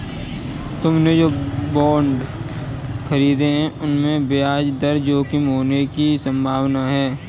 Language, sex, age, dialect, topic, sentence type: Hindi, male, 25-30, Kanauji Braj Bhasha, banking, statement